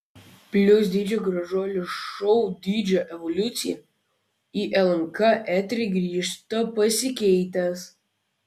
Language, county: Lithuanian, Klaipėda